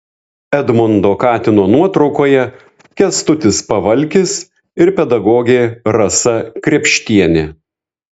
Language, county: Lithuanian, Vilnius